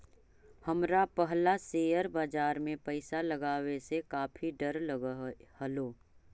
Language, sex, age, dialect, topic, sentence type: Magahi, female, 36-40, Central/Standard, banking, statement